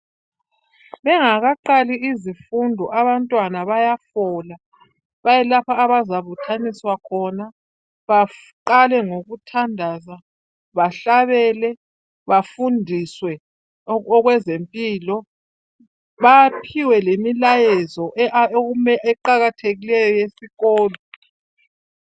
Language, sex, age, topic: North Ndebele, female, 50+, education